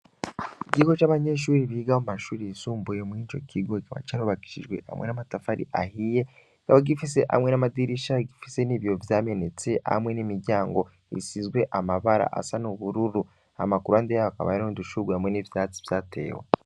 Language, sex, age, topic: Rundi, male, 18-24, education